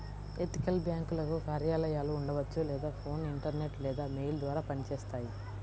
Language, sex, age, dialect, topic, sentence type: Telugu, female, 18-24, Central/Coastal, banking, statement